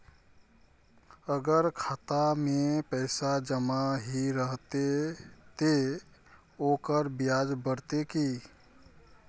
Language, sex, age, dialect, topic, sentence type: Magahi, male, 31-35, Northeastern/Surjapuri, banking, question